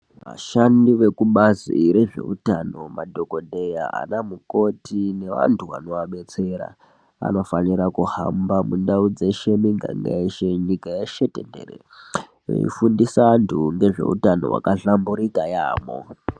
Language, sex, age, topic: Ndau, male, 18-24, health